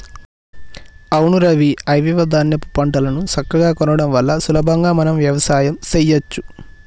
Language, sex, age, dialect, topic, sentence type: Telugu, male, 18-24, Telangana, agriculture, statement